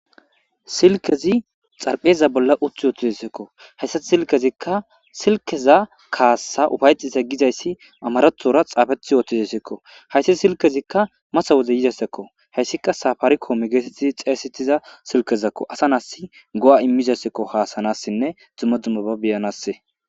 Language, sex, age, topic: Gamo, male, 18-24, government